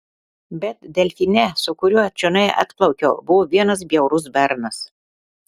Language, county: Lithuanian, Telšiai